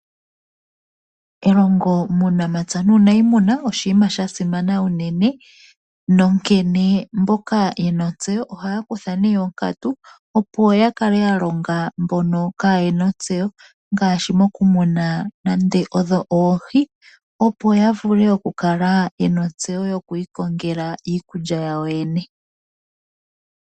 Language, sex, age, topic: Oshiwambo, female, 25-35, agriculture